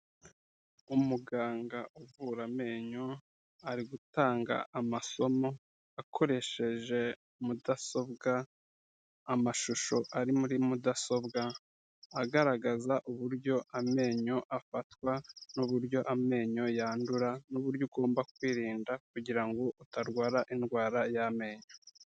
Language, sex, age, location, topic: Kinyarwanda, male, 36-49, Kigali, health